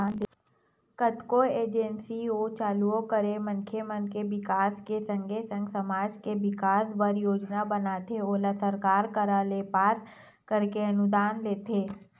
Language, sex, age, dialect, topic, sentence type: Chhattisgarhi, female, 25-30, Western/Budati/Khatahi, banking, statement